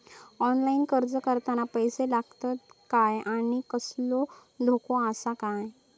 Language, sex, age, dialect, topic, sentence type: Marathi, female, 18-24, Southern Konkan, banking, question